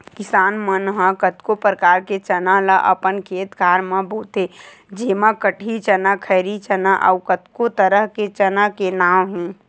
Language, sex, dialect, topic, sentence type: Chhattisgarhi, female, Western/Budati/Khatahi, agriculture, statement